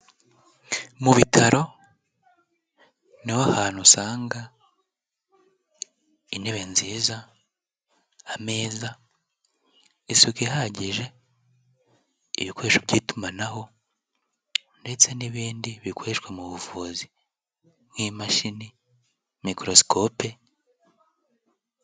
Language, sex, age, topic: Kinyarwanda, male, 18-24, health